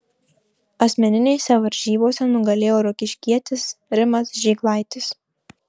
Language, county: Lithuanian, Marijampolė